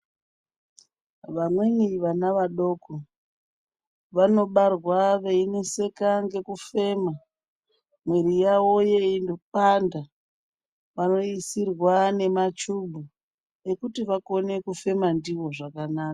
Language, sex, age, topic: Ndau, female, 36-49, health